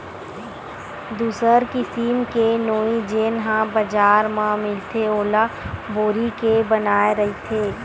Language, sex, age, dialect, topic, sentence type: Chhattisgarhi, female, 25-30, Western/Budati/Khatahi, agriculture, statement